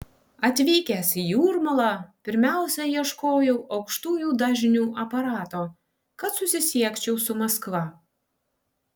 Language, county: Lithuanian, Panevėžys